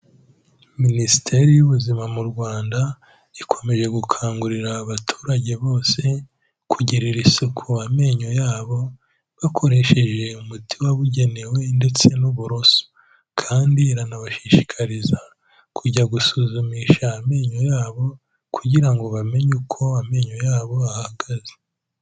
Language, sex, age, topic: Kinyarwanda, male, 18-24, health